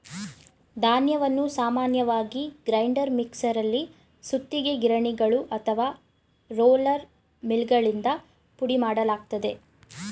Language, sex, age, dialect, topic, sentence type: Kannada, female, 18-24, Mysore Kannada, agriculture, statement